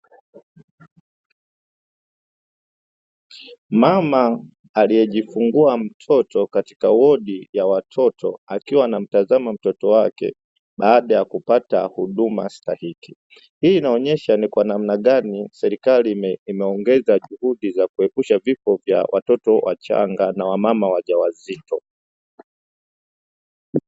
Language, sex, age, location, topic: Swahili, male, 25-35, Dar es Salaam, health